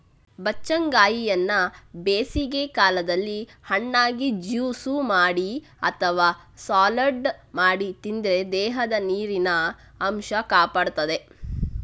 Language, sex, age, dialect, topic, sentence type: Kannada, female, 60-100, Coastal/Dakshin, agriculture, statement